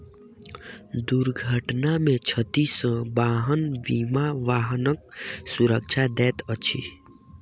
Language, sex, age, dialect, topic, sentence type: Maithili, male, 18-24, Southern/Standard, banking, statement